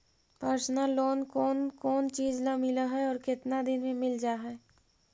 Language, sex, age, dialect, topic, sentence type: Magahi, female, 41-45, Central/Standard, banking, question